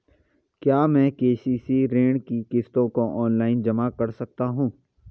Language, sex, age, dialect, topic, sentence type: Hindi, male, 41-45, Garhwali, banking, question